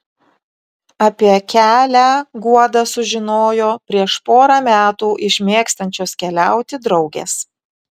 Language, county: Lithuanian, Vilnius